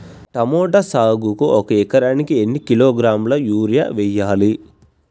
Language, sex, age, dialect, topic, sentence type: Telugu, male, 18-24, Telangana, agriculture, question